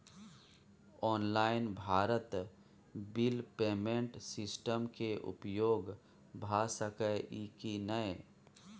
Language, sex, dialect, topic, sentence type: Maithili, male, Bajjika, banking, question